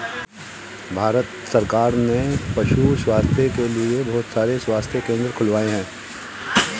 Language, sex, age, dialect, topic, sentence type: Hindi, male, 51-55, Awadhi Bundeli, agriculture, statement